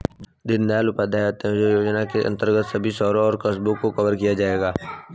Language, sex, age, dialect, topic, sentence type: Hindi, female, 25-30, Hindustani Malvi Khadi Boli, banking, statement